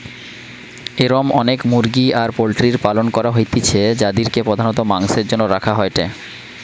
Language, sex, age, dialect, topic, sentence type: Bengali, male, 31-35, Western, agriculture, statement